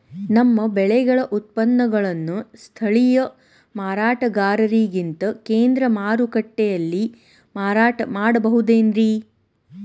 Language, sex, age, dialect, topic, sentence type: Kannada, female, 36-40, Dharwad Kannada, agriculture, question